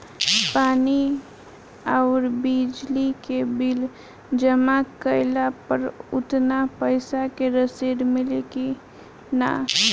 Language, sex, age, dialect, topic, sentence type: Bhojpuri, female, 18-24, Southern / Standard, banking, question